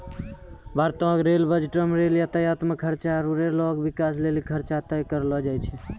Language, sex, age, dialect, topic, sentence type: Maithili, male, 18-24, Angika, banking, statement